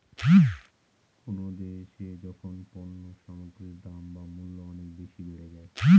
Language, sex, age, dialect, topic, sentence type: Bengali, male, 31-35, Northern/Varendri, banking, statement